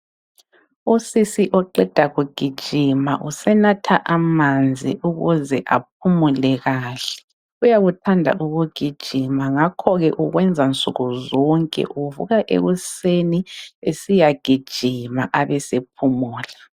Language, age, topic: North Ndebele, 36-49, health